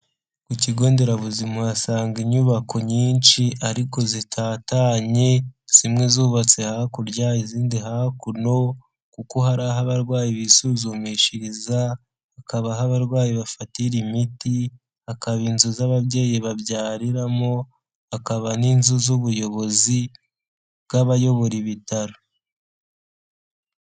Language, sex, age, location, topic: Kinyarwanda, male, 18-24, Kigali, health